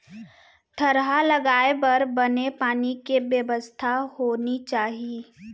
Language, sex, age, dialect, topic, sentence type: Chhattisgarhi, female, 60-100, Central, agriculture, statement